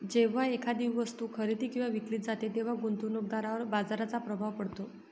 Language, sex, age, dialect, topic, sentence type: Marathi, female, 51-55, Northern Konkan, banking, statement